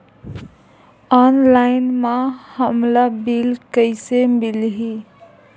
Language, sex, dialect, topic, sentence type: Chhattisgarhi, female, Western/Budati/Khatahi, banking, question